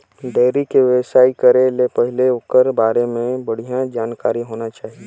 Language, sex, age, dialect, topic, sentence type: Chhattisgarhi, male, 18-24, Northern/Bhandar, agriculture, statement